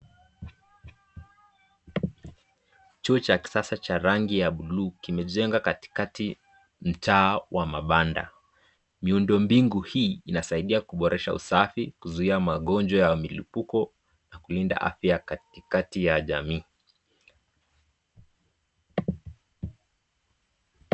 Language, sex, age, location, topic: Swahili, male, 18-24, Nakuru, health